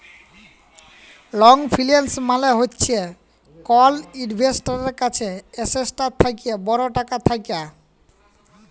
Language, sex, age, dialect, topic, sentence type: Bengali, male, 18-24, Jharkhandi, banking, statement